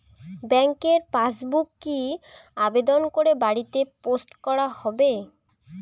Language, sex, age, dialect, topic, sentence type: Bengali, female, 18-24, Rajbangshi, banking, question